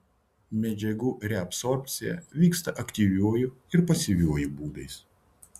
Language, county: Lithuanian, Vilnius